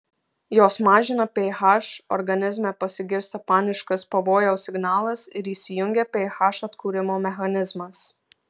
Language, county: Lithuanian, Marijampolė